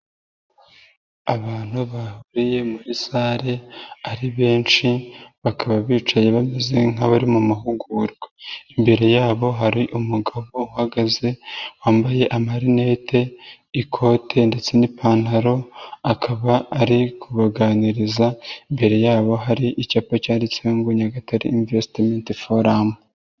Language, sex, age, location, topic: Kinyarwanda, female, 25-35, Nyagatare, finance